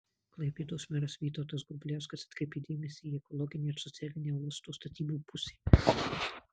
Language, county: Lithuanian, Marijampolė